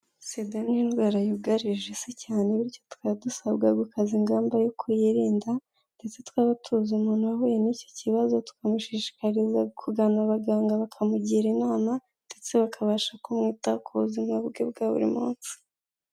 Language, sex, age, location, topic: Kinyarwanda, female, 18-24, Kigali, health